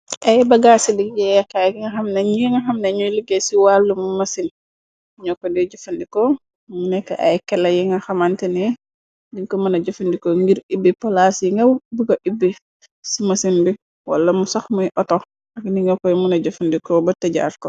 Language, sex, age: Wolof, female, 25-35